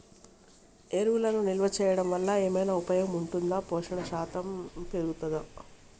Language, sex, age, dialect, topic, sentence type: Telugu, female, 46-50, Telangana, agriculture, question